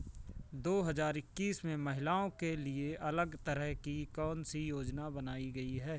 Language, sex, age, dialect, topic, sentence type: Hindi, male, 25-30, Awadhi Bundeli, banking, question